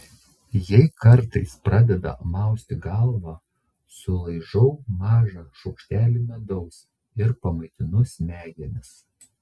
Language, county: Lithuanian, Šiauliai